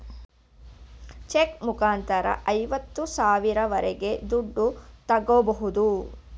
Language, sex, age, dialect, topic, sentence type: Kannada, female, 25-30, Mysore Kannada, banking, statement